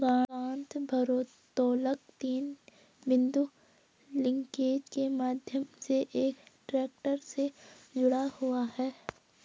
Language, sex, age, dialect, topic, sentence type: Hindi, female, 18-24, Garhwali, agriculture, statement